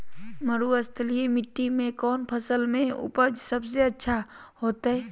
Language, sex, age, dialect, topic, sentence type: Magahi, male, 25-30, Southern, agriculture, question